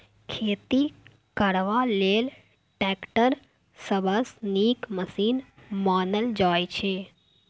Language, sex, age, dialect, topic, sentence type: Maithili, female, 18-24, Bajjika, agriculture, statement